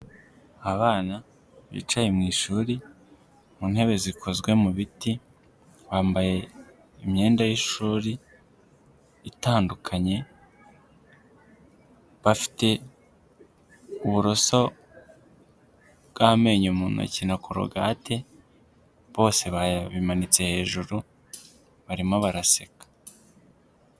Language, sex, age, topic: Kinyarwanda, male, 25-35, health